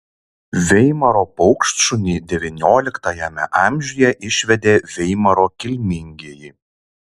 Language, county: Lithuanian, Šiauliai